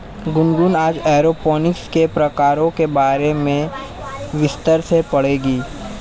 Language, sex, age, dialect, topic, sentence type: Hindi, male, 18-24, Hindustani Malvi Khadi Boli, agriculture, statement